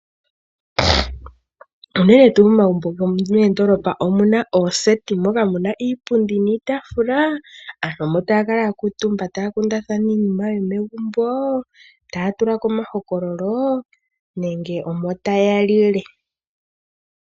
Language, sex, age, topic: Oshiwambo, female, 18-24, finance